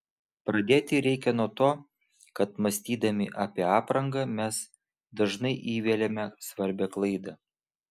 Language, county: Lithuanian, Vilnius